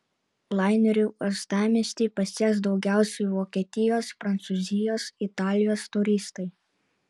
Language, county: Lithuanian, Utena